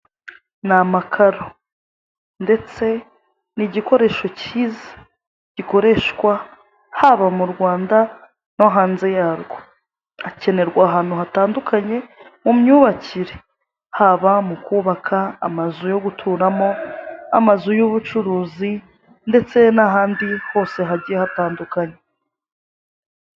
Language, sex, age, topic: Kinyarwanda, female, 25-35, finance